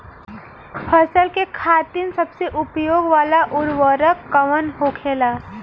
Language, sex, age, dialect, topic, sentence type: Bhojpuri, female, 18-24, Western, agriculture, question